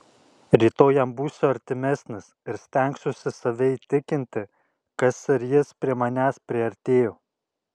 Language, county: Lithuanian, Alytus